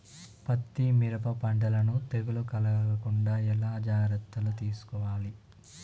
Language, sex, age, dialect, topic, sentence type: Telugu, male, 25-30, Telangana, agriculture, question